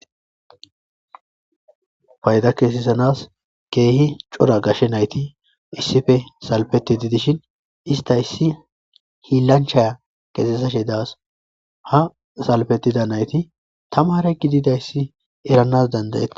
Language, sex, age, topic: Gamo, male, 25-35, government